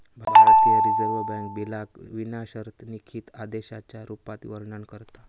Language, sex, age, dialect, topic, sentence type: Marathi, male, 18-24, Southern Konkan, banking, statement